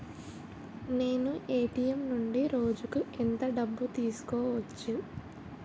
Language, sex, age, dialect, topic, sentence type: Telugu, female, 18-24, Utterandhra, banking, question